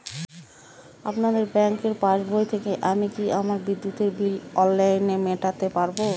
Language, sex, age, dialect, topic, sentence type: Bengali, female, 31-35, Northern/Varendri, banking, question